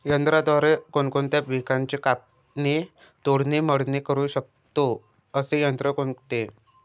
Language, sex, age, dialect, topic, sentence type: Marathi, male, 18-24, Northern Konkan, agriculture, question